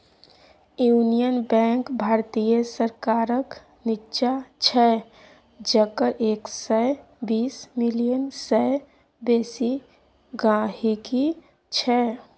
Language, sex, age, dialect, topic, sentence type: Maithili, female, 31-35, Bajjika, banking, statement